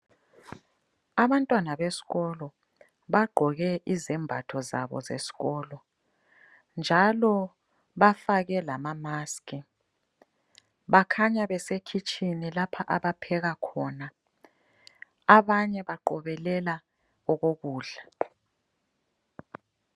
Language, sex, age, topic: North Ndebele, female, 25-35, education